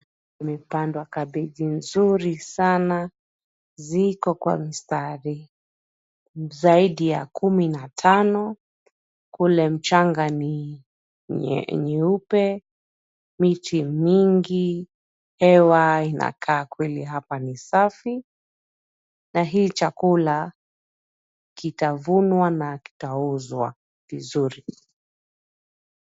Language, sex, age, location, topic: Swahili, female, 36-49, Nairobi, agriculture